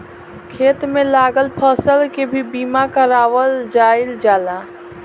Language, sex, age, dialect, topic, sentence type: Bhojpuri, female, 18-24, Southern / Standard, banking, statement